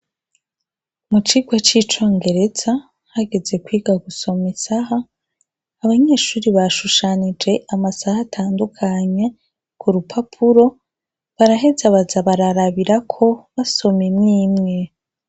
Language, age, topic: Rundi, 25-35, education